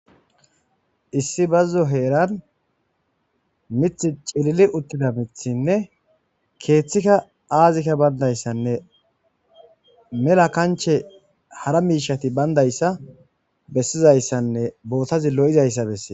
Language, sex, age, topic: Gamo, male, 25-35, agriculture